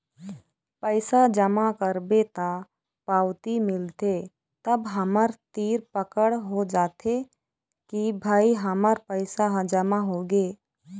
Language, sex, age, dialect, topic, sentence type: Chhattisgarhi, female, 25-30, Eastern, banking, statement